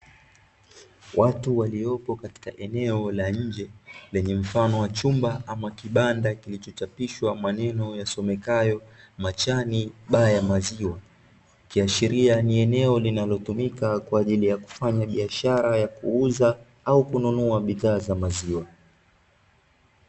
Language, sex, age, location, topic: Swahili, male, 25-35, Dar es Salaam, finance